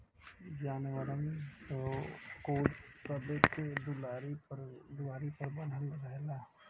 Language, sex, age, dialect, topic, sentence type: Bhojpuri, male, 31-35, Western, agriculture, statement